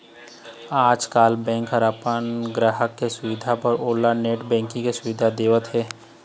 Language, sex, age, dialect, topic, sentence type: Chhattisgarhi, male, 25-30, Eastern, banking, statement